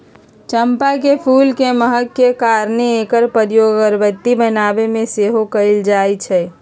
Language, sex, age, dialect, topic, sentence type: Magahi, female, 51-55, Western, agriculture, statement